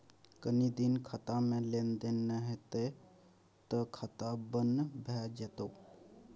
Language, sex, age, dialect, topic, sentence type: Maithili, male, 18-24, Bajjika, banking, statement